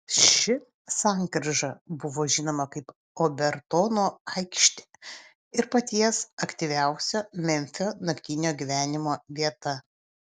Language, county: Lithuanian, Utena